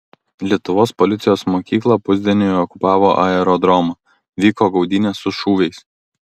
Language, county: Lithuanian, Kaunas